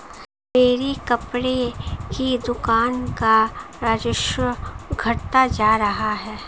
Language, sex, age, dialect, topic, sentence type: Hindi, female, 25-30, Marwari Dhudhari, banking, statement